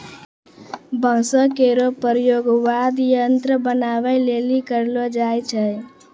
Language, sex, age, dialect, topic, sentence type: Maithili, female, 25-30, Angika, agriculture, statement